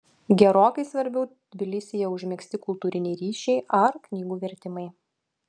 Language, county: Lithuanian, Utena